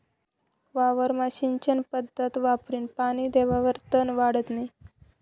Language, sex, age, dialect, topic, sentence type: Marathi, male, 25-30, Northern Konkan, agriculture, statement